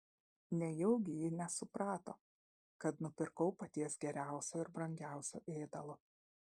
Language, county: Lithuanian, Šiauliai